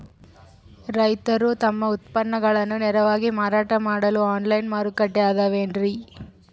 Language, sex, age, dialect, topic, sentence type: Kannada, female, 18-24, Central, agriculture, statement